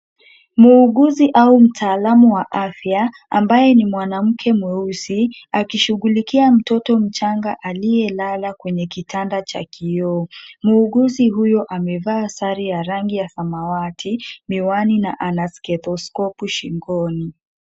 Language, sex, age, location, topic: Swahili, female, 50+, Kisumu, health